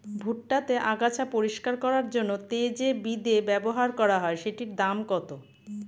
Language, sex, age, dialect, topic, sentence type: Bengali, female, 46-50, Standard Colloquial, agriculture, question